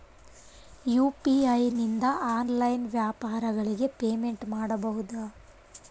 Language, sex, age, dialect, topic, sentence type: Kannada, male, 25-30, Central, banking, question